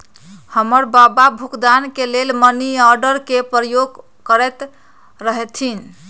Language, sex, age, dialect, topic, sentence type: Magahi, female, 31-35, Western, banking, statement